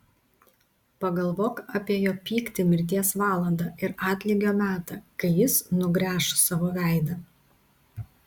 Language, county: Lithuanian, Tauragė